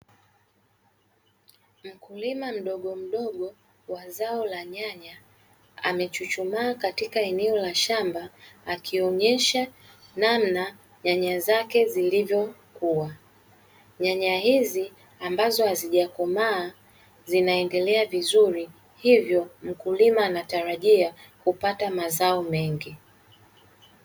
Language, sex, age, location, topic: Swahili, female, 18-24, Dar es Salaam, agriculture